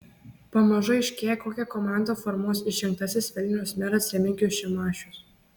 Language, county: Lithuanian, Marijampolė